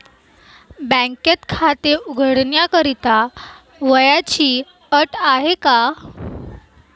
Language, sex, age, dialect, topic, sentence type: Marathi, female, 18-24, Standard Marathi, banking, question